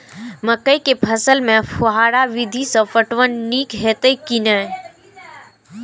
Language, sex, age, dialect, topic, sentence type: Maithili, female, 18-24, Eastern / Thethi, agriculture, question